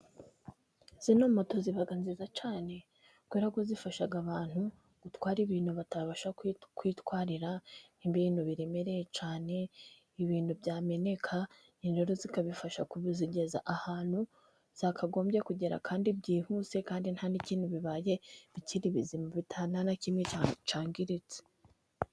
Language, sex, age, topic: Kinyarwanda, female, 18-24, government